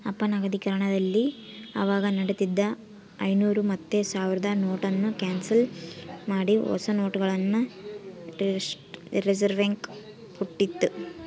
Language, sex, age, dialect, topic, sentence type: Kannada, female, 18-24, Central, banking, statement